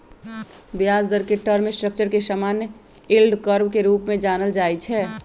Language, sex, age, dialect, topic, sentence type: Magahi, male, 51-55, Western, banking, statement